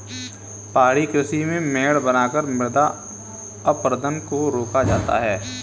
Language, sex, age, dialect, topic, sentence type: Hindi, male, 18-24, Kanauji Braj Bhasha, agriculture, statement